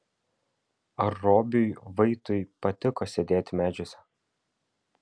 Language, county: Lithuanian, Vilnius